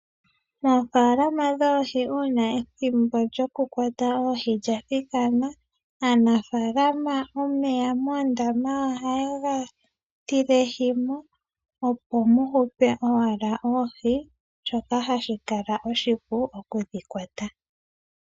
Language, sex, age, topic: Oshiwambo, female, 18-24, agriculture